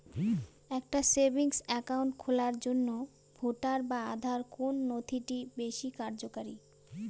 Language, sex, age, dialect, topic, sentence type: Bengali, female, 31-35, Northern/Varendri, banking, question